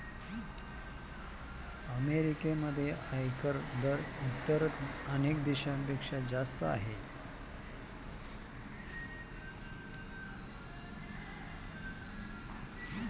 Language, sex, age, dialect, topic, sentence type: Marathi, male, 56-60, Northern Konkan, banking, statement